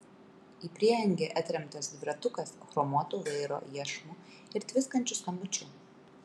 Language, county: Lithuanian, Kaunas